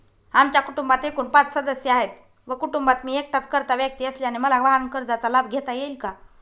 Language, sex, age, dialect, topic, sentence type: Marathi, female, 25-30, Northern Konkan, banking, question